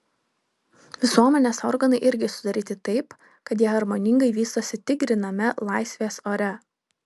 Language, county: Lithuanian, Vilnius